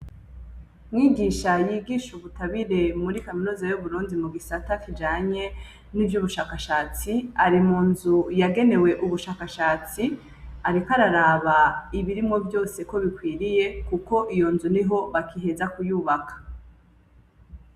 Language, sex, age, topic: Rundi, female, 25-35, education